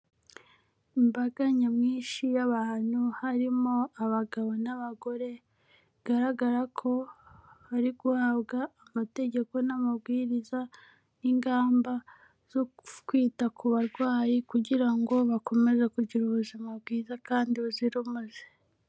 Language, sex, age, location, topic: Kinyarwanda, female, 18-24, Kigali, health